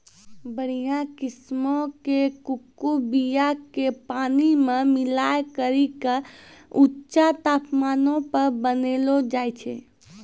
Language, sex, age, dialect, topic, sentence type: Maithili, female, 18-24, Angika, agriculture, statement